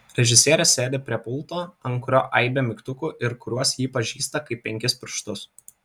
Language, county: Lithuanian, Vilnius